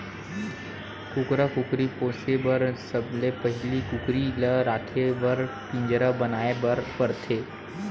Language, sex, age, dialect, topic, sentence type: Chhattisgarhi, male, 60-100, Western/Budati/Khatahi, agriculture, statement